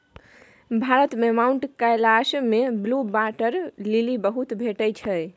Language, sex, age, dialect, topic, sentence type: Maithili, female, 18-24, Bajjika, agriculture, statement